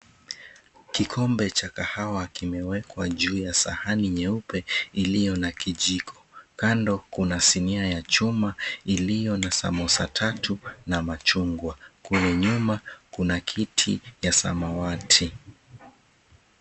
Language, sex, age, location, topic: Swahili, male, 25-35, Mombasa, agriculture